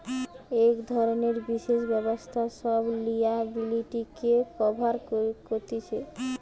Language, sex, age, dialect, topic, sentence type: Bengali, female, 18-24, Western, banking, statement